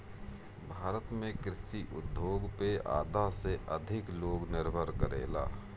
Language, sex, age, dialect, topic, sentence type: Bhojpuri, male, 31-35, Northern, agriculture, statement